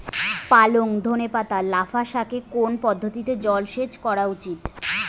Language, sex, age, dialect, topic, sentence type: Bengali, female, 25-30, Rajbangshi, agriculture, question